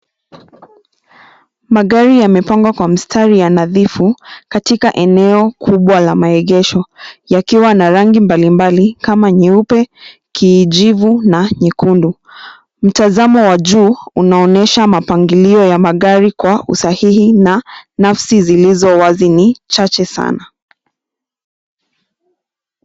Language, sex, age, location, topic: Swahili, female, 25-35, Nairobi, finance